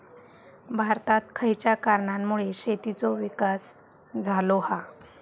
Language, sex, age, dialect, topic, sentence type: Marathi, female, 31-35, Southern Konkan, agriculture, question